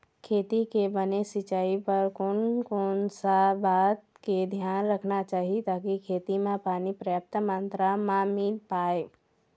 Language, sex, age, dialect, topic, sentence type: Chhattisgarhi, female, 18-24, Eastern, agriculture, question